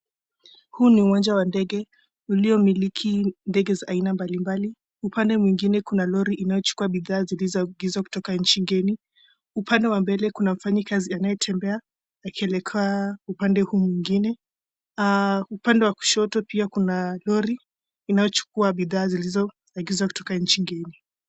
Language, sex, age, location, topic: Swahili, female, 18-24, Mombasa, government